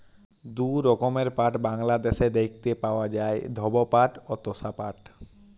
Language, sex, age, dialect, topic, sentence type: Bengali, male, 18-24, Jharkhandi, agriculture, statement